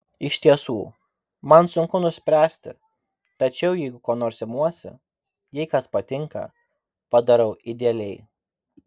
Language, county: Lithuanian, Vilnius